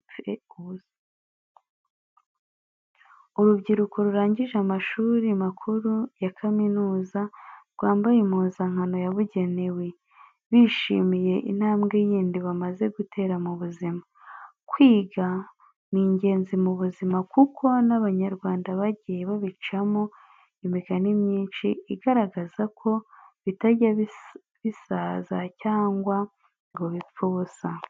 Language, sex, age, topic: Kinyarwanda, female, 25-35, education